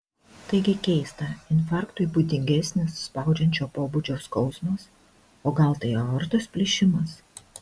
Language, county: Lithuanian, Šiauliai